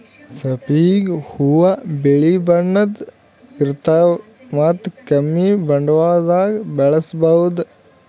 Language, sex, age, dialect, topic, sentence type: Kannada, male, 18-24, Northeastern, agriculture, statement